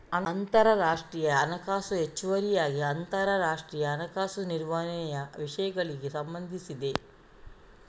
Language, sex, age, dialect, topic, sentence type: Kannada, female, 41-45, Coastal/Dakshin, banking, statement